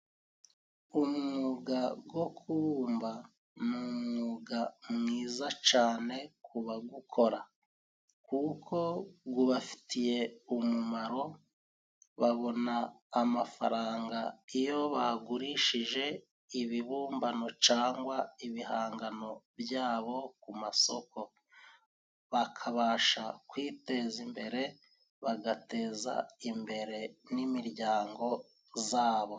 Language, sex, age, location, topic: Kinyarwanda, male, 36-49, Musanze, government